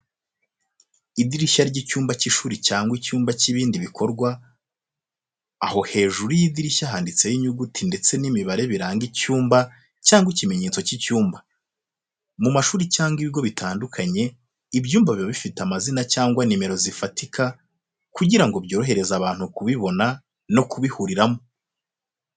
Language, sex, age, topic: Kinyarwanda, male, 25-35, education